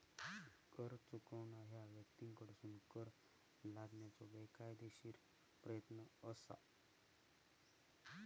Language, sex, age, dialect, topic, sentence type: Marathi, male, 31-35, Southern Konkan, banking, statement